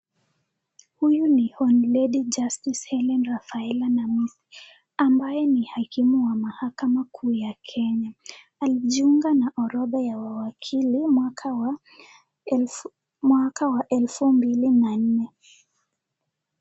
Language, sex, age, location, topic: Swahili, female, 18-24, Nakuru, government